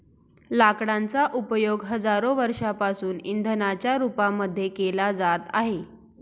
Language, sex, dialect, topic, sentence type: Marathi, female, Northern Konkan, agriculture, statement